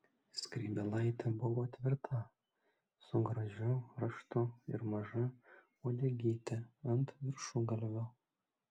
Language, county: Lithuanian, Klaipėda